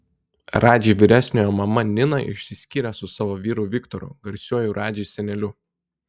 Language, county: Lithuanian, Telšiai